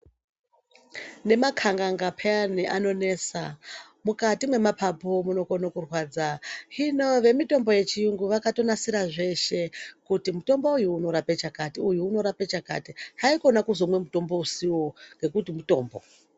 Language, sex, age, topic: Ndau, male, 36-49, health